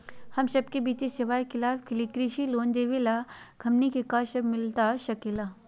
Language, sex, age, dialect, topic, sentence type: Magahi, female, 31-35, Southern, banking, question